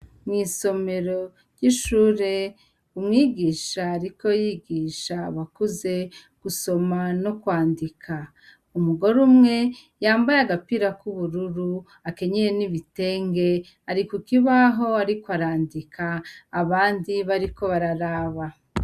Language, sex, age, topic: Rundi, female, 36-49, education